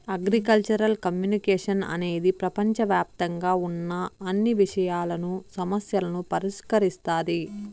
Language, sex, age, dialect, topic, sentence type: Telugu, female, 25-30, Southern, agriculture, statement